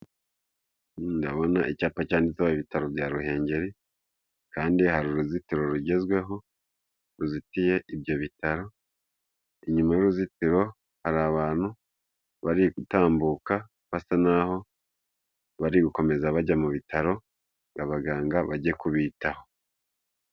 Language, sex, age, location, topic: Kinyarwanda, male, 25-35, Kigali, health